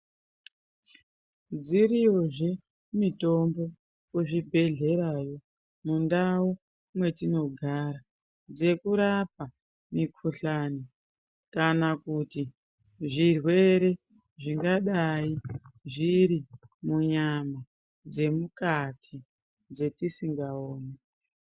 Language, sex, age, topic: Ndau, female, 18-24, health